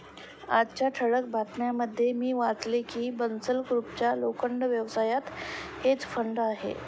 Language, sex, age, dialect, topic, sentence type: Marathi, female, 25-30, Standard Marathi, banking, statement